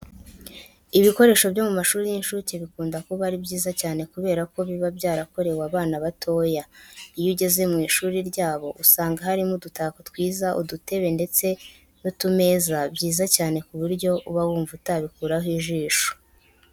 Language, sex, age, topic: Kinyarwanda, male, 18-24, education